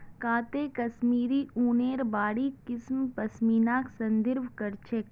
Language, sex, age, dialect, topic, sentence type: Magahi, female, 25-30, Northeastern/Surjapuri, agriculture, statement